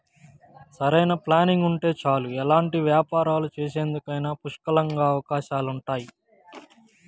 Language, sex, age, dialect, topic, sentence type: Telugu, male, 18-24, Central/Coastal, banking, statement